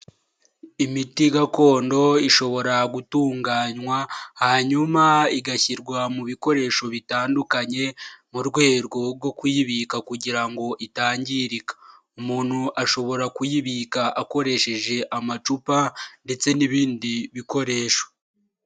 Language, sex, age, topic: Kinyarwanda, male, 18-24, health